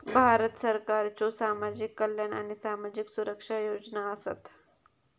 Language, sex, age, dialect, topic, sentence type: Marathi, female, 51-55, Southern Konkan, banking, statement